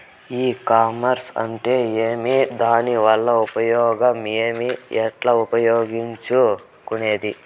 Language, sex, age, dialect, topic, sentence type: Telugu, male, 18-24, Southern, agriculture, question